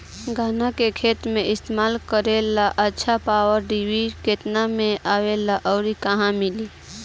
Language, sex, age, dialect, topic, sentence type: Bhojpuri, female, <18, Northern, agriculture, question